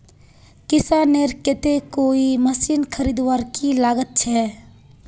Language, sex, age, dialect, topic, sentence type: Magahi, female, 18-24, Northeastern/Surjapuri, agriculture, question